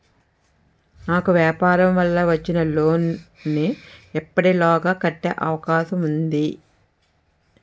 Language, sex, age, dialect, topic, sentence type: Telugu, female, 18-24, Utterandhra, banking, question